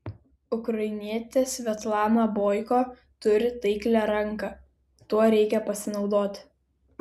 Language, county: Lithuanian, Kaunas